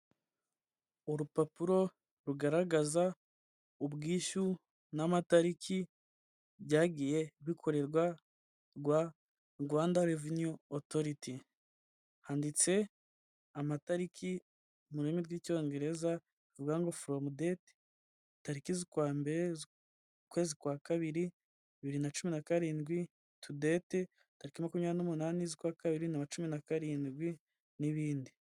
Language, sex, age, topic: Kinyarwanda, male, 18-24, finance